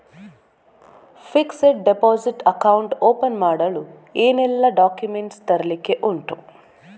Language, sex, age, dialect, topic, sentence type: Kannada, female, 41-45, Coastal/Dakshin, banking, question